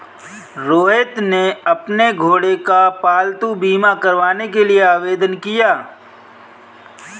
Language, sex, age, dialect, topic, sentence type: Hindi, male, 25-30, Kanauji Braj Bhasha, banking, statement